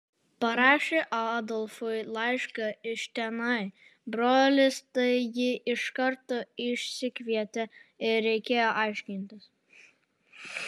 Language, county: Lithuanian, Utena